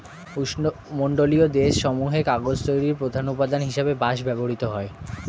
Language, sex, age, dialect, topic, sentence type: Bengali, male, 18-24, Standard Colloquial, agriculture, statement